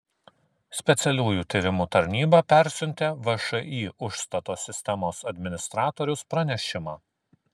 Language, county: Lithuanian, Kaunas